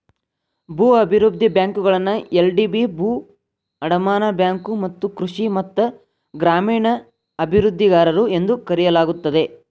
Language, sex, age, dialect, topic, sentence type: Kannada, male, 46-50, Dharwad Kannada, banking, statement